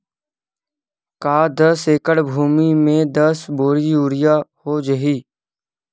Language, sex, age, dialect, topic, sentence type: Chhattisgarhi, male, 18-24, Western/Budati/Khatahi, agriculture, question